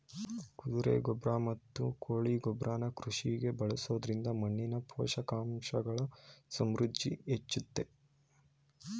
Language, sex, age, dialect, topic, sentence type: Kannada, male, 18-24, Mysore Kannada, agriculture, statement